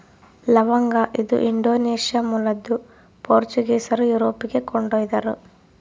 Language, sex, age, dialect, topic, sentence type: Kannada, female, 18-24, Central, agriculture, statement